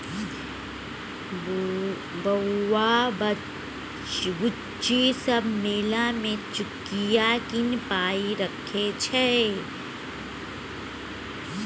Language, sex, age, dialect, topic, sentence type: Maithili, female, 36-40, Bajjika, banking, statement